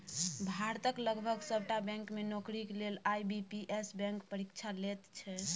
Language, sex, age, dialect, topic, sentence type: Maithili, female, 18-24, Bajjika, banking, statement